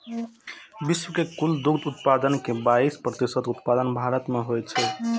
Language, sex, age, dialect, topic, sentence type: Maithili, male, 25-30, Eastern / Thethi, agriculture, statement